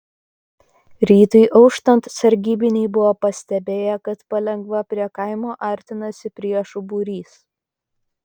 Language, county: Lithuanian, Kaunas